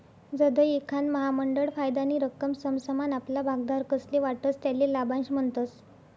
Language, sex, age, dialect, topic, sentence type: Marathi, female, 60-100, Northern Konkan, banking, statement